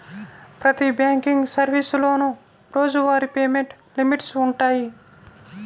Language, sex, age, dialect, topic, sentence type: Telugu, female, 25-30, Central/Coastal, banking, statement